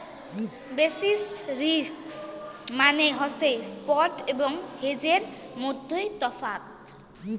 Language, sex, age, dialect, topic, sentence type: Bengali, female, 18-24, Rajbangshi, banking, statement